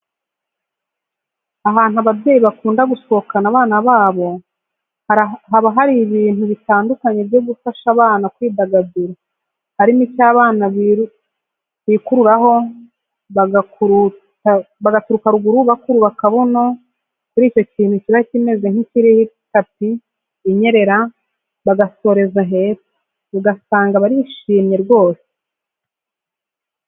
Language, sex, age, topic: Kinyarwanda, female, 25-35, education